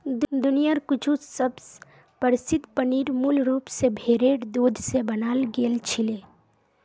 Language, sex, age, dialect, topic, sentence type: Magahi, female, 18-24, Northeastern/Surjapuri, agriculture, statement